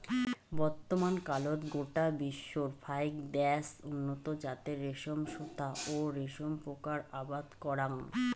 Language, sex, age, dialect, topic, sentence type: Bengali, female, 18-24, Rajbangshi, agriculture, statement